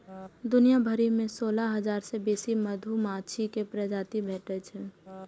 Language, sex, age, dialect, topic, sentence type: Maithili, female, 18-24, Eastern / Thethi, agriculture, statement